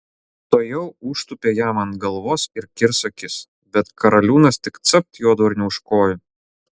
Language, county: Lithuanian, Klaipėda